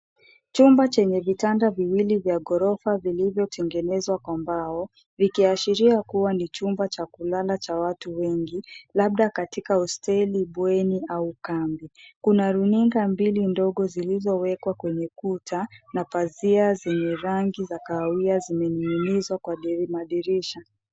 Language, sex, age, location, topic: Swahili, female, 25-35, Nairobi, education